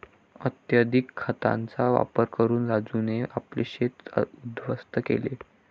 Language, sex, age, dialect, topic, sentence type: Marathi, male, 18-24, Varhadi, agriculture, statement